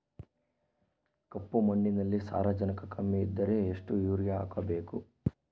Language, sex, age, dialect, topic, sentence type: Kannada, male, 18-24, Central, agriculture, question